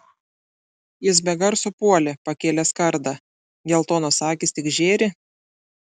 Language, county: Lithuanian, Klaipėda